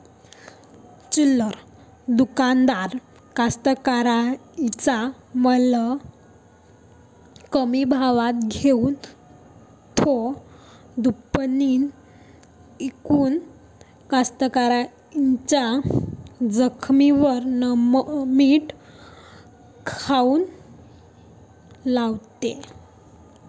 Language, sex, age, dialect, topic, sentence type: Marathi, female, 18-24, Varhadi, agriculture, question